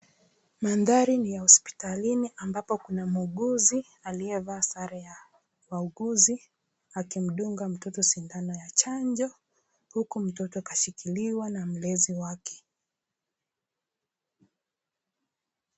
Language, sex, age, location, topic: Swahili, female, 25-35, Kisii, health